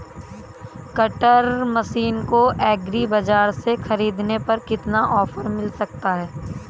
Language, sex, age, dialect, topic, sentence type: Hindi, female, 18-24, Awadhi Bundeli, agriculture, question